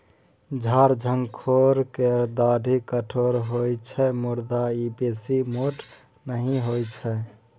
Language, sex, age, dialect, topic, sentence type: Maithili, male, 18-24, Bajjika, agriculture, statement